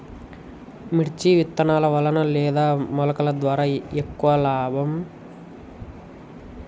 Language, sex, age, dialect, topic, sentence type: Telugu, male, 18-24, Telangana, agriculture, question